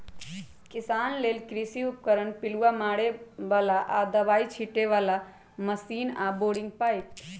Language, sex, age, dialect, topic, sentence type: Magahi, male, 18-24, Western, agriculture, statement